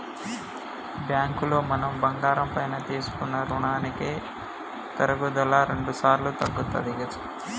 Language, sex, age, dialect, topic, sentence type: Telugu, male, 25-30, Telangana, banking, statement